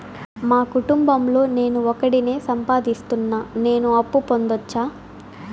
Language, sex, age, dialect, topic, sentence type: Telugu, female, 18-24, Southern, banking, question